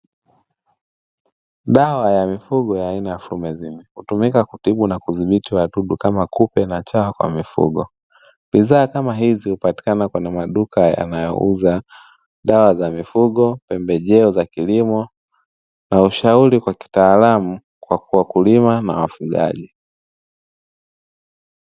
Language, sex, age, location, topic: Swahili, male, 25-35, Dar es Salaam, agriculture